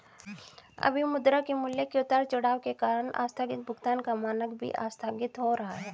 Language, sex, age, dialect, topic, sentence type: Hindi, female, 36-40, Hindustani Malvi Khadi Boli, banking, statement